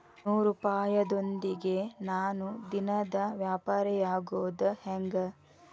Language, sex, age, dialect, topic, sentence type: Kannada, female, 31-35, Dharwad Kannada, banking, statement